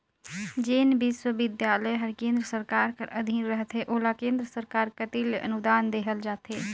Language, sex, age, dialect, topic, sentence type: Chhattisgarhi, female, 18-24, Northern/Bhandar, banking, statement